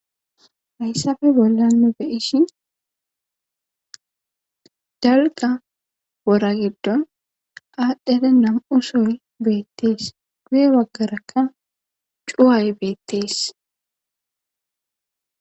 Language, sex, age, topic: Gamo, female, 25-35, government